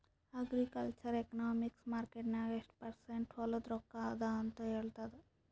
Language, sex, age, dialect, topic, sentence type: Kannada, female, 25-30, Northeastern, banking, statement